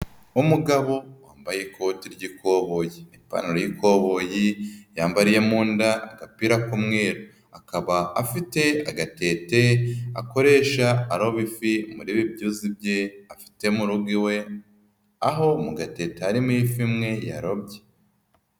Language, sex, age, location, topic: Kinyarwanda, male, 25-35, Nyagatare, agriculture